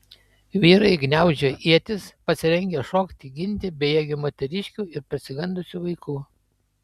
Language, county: Lithuanian, Panevėžys